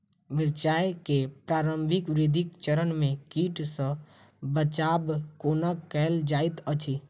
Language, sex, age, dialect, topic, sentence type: Maithili, female, 18-24, Southern/Standard, agriculture, question